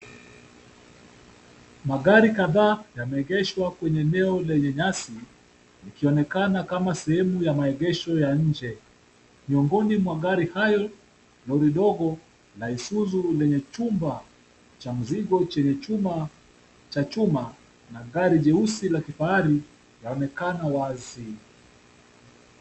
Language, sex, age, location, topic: Swahili, male, 25-35, Kisumu, finance